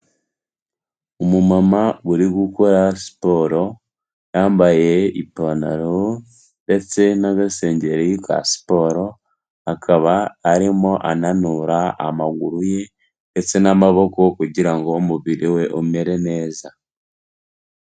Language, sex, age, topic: Kinyarwanda, male, 18-24, health